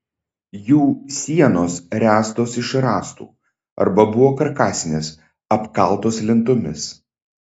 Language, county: Lithuanian, Šiauliai